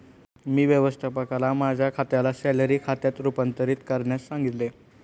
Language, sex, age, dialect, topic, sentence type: Marathi, male, 36-40, Standard Marathi, banking, statement